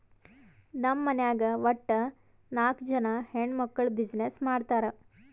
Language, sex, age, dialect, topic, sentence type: Kannada, female, 18-24, Northeastern, banking, statement